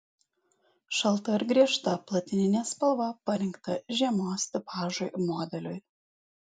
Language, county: Lithuanian, Alytus